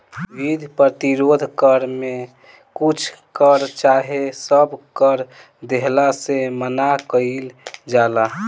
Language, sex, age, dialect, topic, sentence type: Bhojpuri, male, <18, Northern, banking, statement